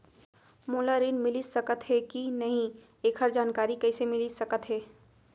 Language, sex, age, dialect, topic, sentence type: Chhattisgarhi, female, 25-30, Central, banking, question